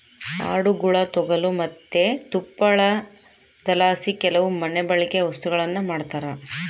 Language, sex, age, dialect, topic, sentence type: Kannada, female, 31-35, Central, agriculture, statement